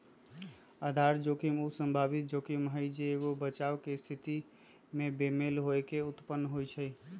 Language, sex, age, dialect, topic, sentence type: Magahi, male, 25-30, Western, banking, statement